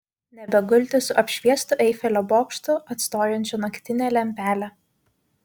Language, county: Lithuanian, Vilnius